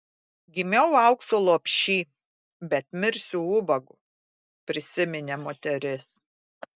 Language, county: Lithuanian, Klaipėda